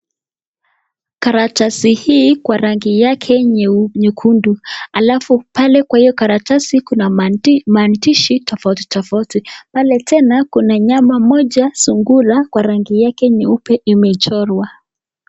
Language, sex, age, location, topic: Swahili, male, 25-35, Nakuru, education